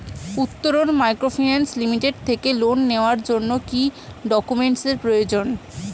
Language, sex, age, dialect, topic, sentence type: Bengali, female, 18-24, Standard Colloquial, banking, question